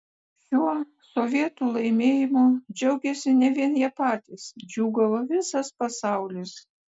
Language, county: Lithuanian, Kaunas